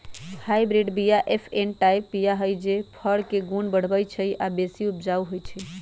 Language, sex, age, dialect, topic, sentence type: Magahi, female, 25-30, Western, agriculture, statement